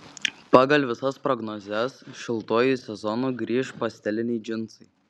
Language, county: Lithuanian, Šiauliai